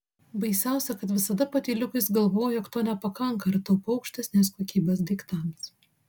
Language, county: Lithuanian, Vilnius